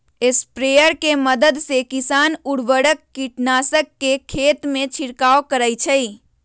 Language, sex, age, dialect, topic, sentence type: Magahi, female, 25-30, Western, agriculture, statement